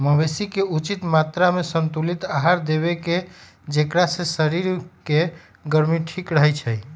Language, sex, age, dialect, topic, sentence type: Magahi, male, 18-24, Western, agriculture, statement